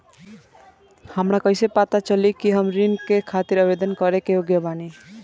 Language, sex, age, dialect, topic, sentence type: Bhojpuri, male, <18, Southern / Standard, banking, statement